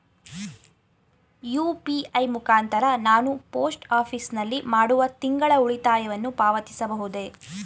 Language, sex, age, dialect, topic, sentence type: Kannada, female, 18-24, Mysore Kannada, banking, question